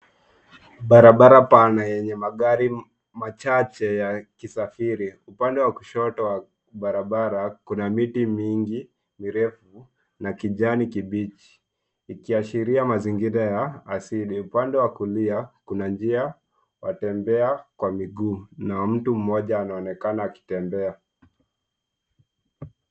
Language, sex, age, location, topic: Swahili, male, 18-24, Nairobi, government